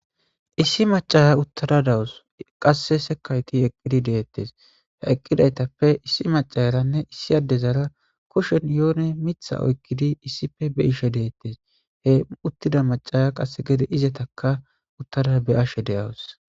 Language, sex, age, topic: Gamo, male, 18-24, government